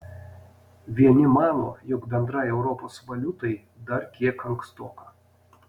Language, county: Lithuanian, Panevėžys